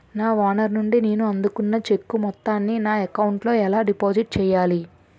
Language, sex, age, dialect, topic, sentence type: Telugu, female, 18-24, Utterandhra, banking, question